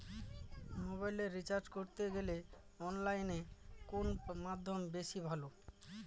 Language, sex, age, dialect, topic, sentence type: Bengali, male, 36-40, Northern/Varendri, banking, question